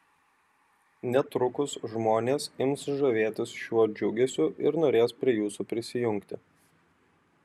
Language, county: Lithuanian, Vilnius